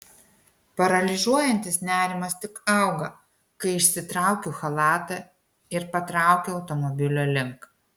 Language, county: Lithuanian, Kaunas